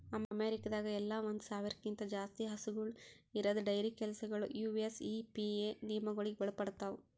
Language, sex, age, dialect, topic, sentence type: Kannada, female, 18-24, Northeastern, agriculture, statement